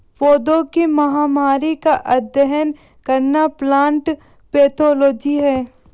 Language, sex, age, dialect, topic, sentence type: Hindi, female, 18-24, Marwari Dhudhari, agriculture, statement